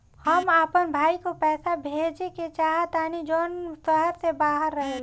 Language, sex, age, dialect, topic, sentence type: Bhojpuri, female, 18-24, Northern, banking, statement